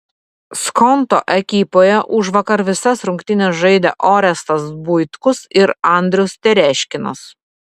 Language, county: Lithuanian, Vilnius